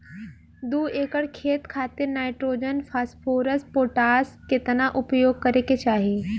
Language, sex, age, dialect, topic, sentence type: Bhojpuri, female, 18-24, Southern / Standard, agriculture, question